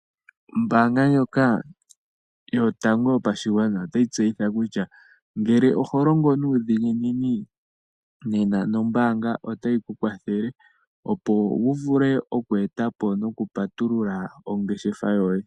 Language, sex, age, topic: Oshiwambo, male, 25-35, finance